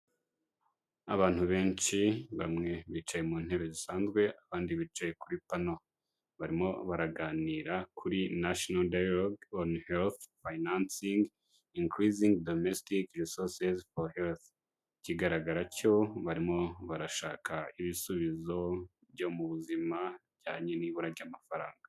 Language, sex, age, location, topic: Kinyarwanda, male, 25-35, Huye, health